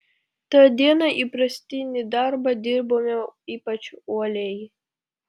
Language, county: Lithuanian, Vilnius